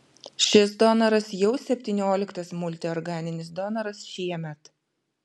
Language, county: Lithuanian, Vilnius